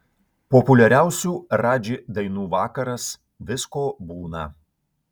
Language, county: Lithuanian, Kaunas